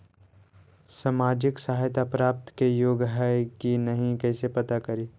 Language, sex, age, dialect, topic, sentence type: Magahi, male, 51-55, Central/Standard, banking, question